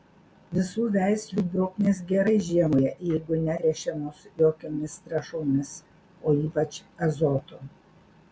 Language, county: Lithuanian, Alytus